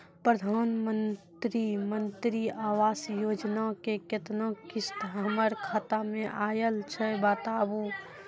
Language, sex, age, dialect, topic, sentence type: Maithili, female, 18-24, Angika, banking, question